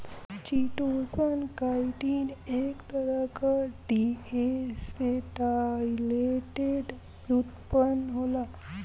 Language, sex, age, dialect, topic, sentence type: Bhojpuri, female, 18-24, Western, agriculture, statement